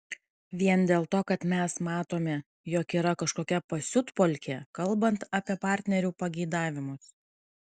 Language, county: Lithuanian, Kaunas